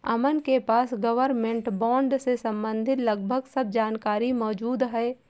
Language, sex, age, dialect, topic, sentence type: Hindi, female, 18-24, Awadhi Bundeli, banking, statement